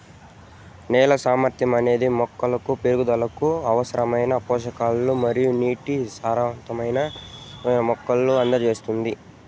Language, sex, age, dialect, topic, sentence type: Telugu, male, 18-24, Southern, agriculture, statement